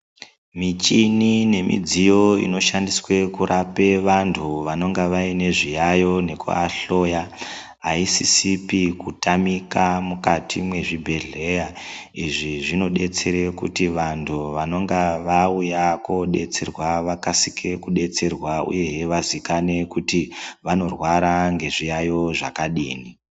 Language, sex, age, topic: Ndau, male, 36-49, health